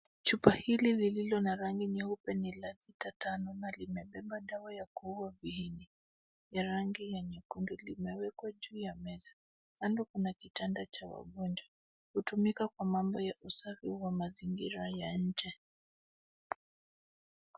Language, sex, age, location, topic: Swahili, female, 25-35, Nairobi, health